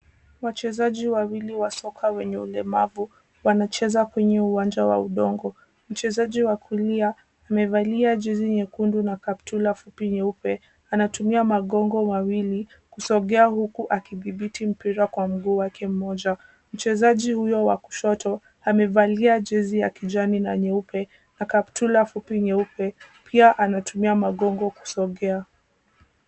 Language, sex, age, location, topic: Swahili, female, 18-24, Kisumu, education